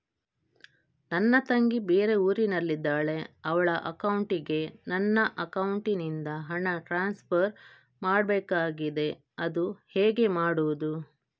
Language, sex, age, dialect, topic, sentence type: Kannada, female, 56-60, Coastal/Dakshin, banking, question